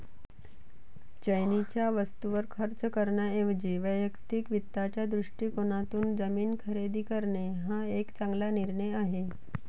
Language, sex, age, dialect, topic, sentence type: Marathi, female, 41-45, Varhadi, banking, statement